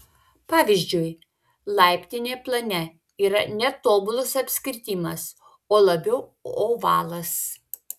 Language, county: Lithuanian, Vilnius